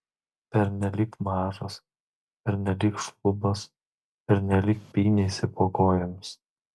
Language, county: Lithuanian, Marijampolė